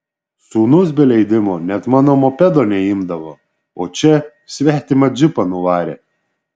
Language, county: Lithuanian, Šiauliai